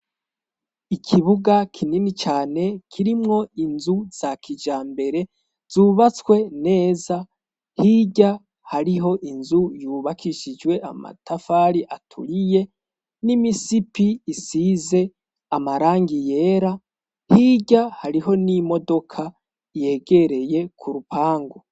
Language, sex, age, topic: Rundi, male, 18-24, education